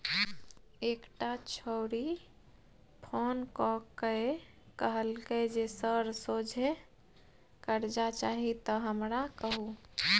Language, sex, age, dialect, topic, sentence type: Maithili, female, 25-30, Bajjika, banking, statement